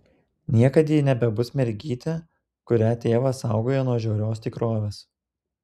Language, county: Lithuanian, Telšiai